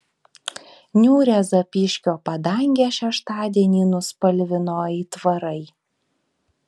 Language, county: Lithuanian, Vilnius